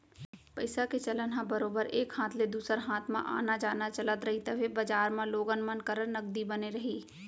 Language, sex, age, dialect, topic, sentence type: Chhattisgarhi, female, 25-30, Central, banking, statement